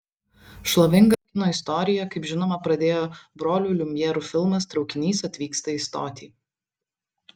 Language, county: Lithuanian, Vilnius